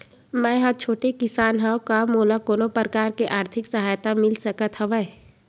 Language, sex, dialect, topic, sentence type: Chhattisgarhi, female, Western/Budati/Khatahi, agriculture, question